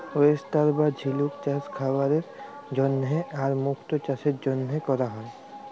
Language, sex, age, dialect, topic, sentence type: Bengali, male, 18-24, Jharkhandi, agriculture, statement